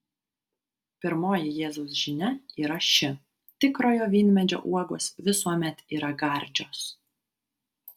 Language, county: Lithuanian, Vilnius